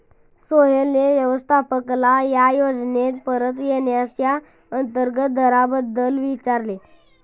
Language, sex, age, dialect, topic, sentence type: Marathi, male, 51-55, Standard Marathi, banking, statement